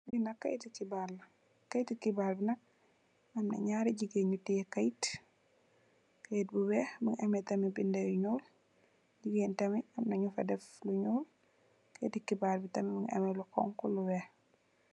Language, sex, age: Wolof, female, 18-24